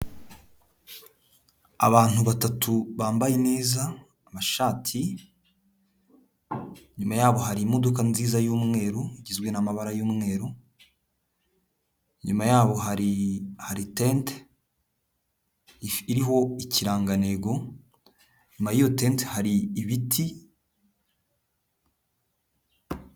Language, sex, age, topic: Kinyarwanda, male, 18-24, finance